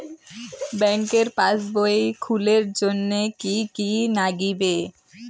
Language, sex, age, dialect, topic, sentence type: Bengali, female, 18-24, Rajbangshi, banking, question